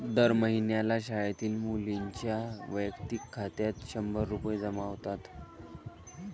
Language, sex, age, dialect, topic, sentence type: Marathi, male, 18-24, Varhadi, banking, statement